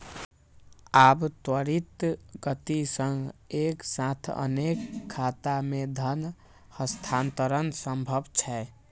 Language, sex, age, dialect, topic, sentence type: Maithili, male, 18-24, Eastern / Thethi, banking, statement